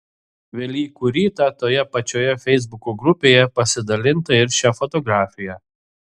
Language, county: Lithuanian, Telšiai